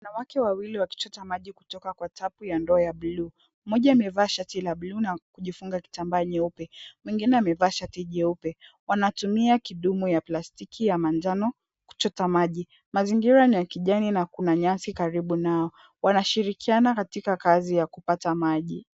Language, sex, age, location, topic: Swahili, female, 18-24, Kisumu, health